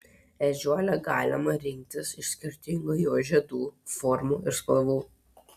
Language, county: Lithuanian, Telšiai